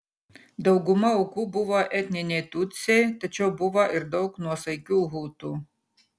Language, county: Lithuanian, Utena